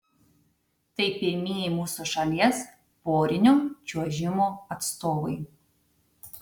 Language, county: Lithuanian, Tauragė